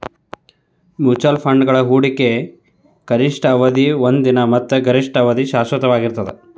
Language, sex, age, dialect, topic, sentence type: Kannada, male, 31-35, Dharwad Kannada, banking, statement